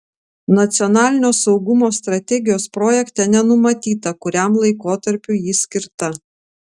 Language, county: Lithuanian, Vilnius